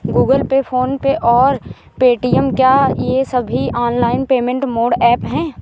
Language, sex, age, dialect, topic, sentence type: Hindi, female, 18-24, Awadhi Bundeli, banking, question